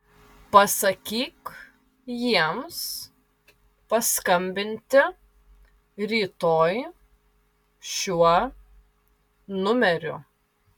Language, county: Lithuanian, Vilnius